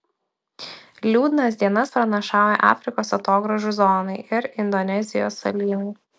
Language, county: Lithuanian, Klaipėda